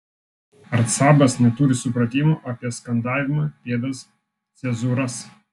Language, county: Lithuanian, Vilnius